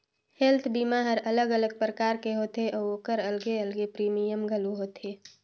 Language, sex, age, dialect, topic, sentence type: Chhattisgarhi, female, 25-30, Northern/Bhandar, banking, statement